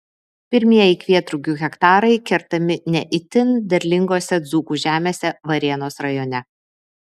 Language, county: Lithuanian, Vilnius